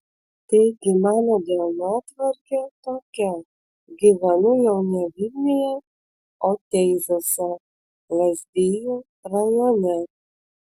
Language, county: Lithuanian, Vilnius